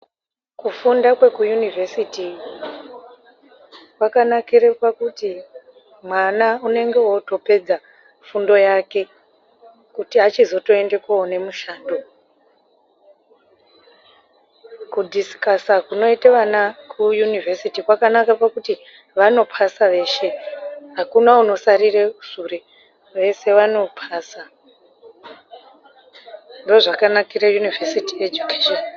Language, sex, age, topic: Ndau, female, 18-24, education